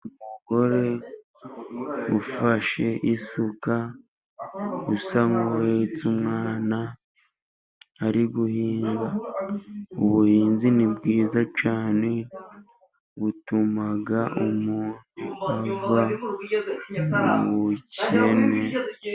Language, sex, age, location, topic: Kinyarwanda, male, 18-24, Musanze, agriculture